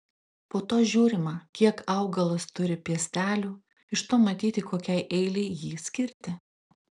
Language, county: Lithuanian, Klaipėda